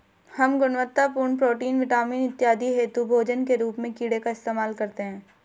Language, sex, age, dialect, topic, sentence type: Hindi, female, 18-24, Marwari Dhudhari, agriculture, statement